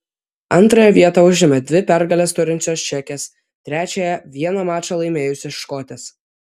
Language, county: Lithuanian, Vilnius